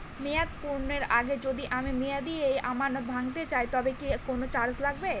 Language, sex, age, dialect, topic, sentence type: Bengali, female, 18-24, Northern/Varendri, banking, question